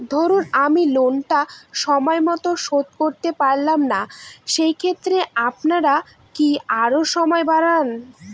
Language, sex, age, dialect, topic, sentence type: Bengali, female, <18, Northern/Varendri, banking, question